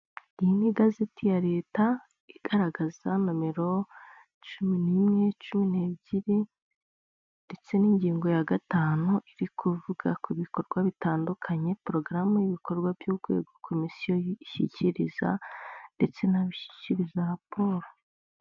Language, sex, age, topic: Kinyarwanda, female, 25-35, government